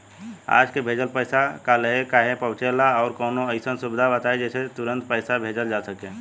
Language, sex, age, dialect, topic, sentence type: Bhojpuri, male, 18-24, Southern / Standard, banking, question